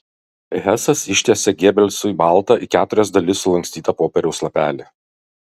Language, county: Lithuanian, Kaunas